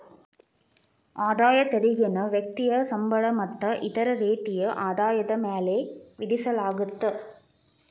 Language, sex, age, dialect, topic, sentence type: Kannada, female, 18-24, Dharwad Kannada, banking, statement